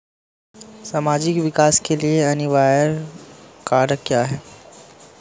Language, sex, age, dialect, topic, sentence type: Hindi, male, 18-24, Marwari Dhudhari, banking, question